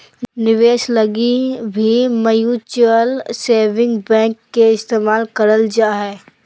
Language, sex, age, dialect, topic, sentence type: Magahi, female, 18-24, Southern, banking, statement